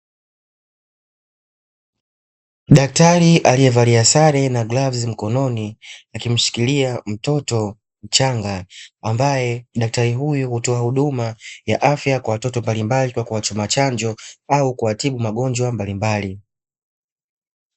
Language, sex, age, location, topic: Swahili, male, 25-35, Dar es Salaam, health